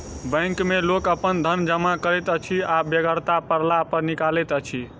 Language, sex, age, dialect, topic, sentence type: Maithili, male, 18-24, Southern/Standard, banking, statement